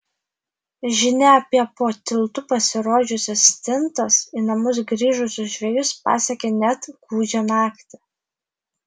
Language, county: Lithuanian, Vilnius